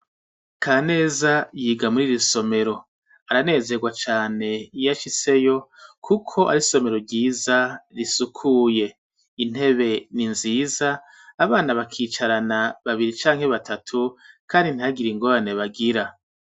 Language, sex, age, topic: Rundi, male, 50+, education